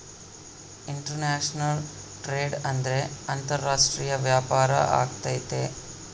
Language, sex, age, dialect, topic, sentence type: Kannada, male, 25-30, Central, banking, statement